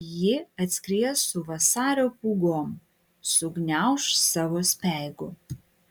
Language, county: Lithuanian, Klaipėda